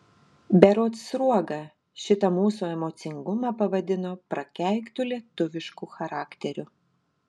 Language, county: Lithuanian, Telšiai